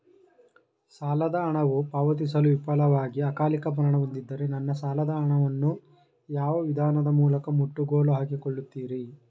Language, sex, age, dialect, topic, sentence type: Kannada, male, 41-45, Mysore Kannada, banking, question